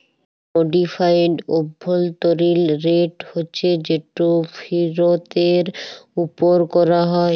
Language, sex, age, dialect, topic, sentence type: Bengali, female, 41-45, Jharkhandi, banking, statement